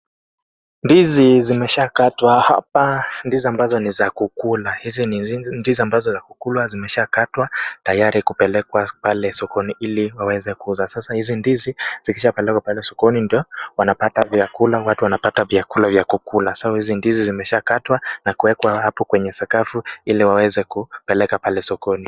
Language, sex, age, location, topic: Swahili, male, 18-24, Kisumu, agriculture